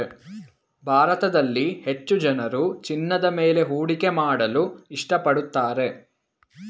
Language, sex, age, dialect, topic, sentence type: Kannada, male, 18-24, Mysore Kannada, banking, statement